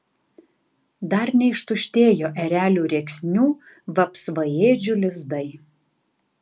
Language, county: Lithuanian, Tauragė